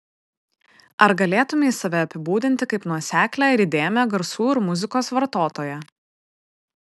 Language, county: Lithuanian, Vilnius